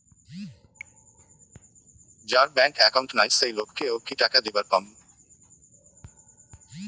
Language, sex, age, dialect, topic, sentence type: Bengali, male, 18-24, Rajbangshi, banking, question